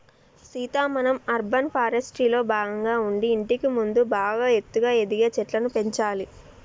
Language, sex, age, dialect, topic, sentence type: Telugu, female, 25-30, Telangana, agriculture, statement